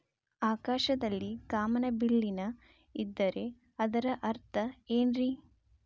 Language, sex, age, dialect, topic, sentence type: Kannada, female, 18-24, Dharwad Kannada, agriculture, question